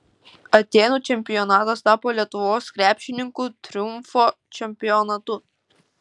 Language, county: Lithuanian, Klaipėda